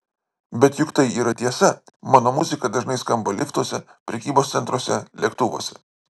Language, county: Lithuanian, Vilnius